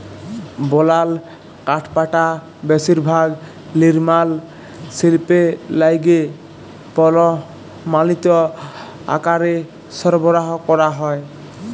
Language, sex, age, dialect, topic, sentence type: Bengali, male, 18-24, Jharkhandi, agriculture, statement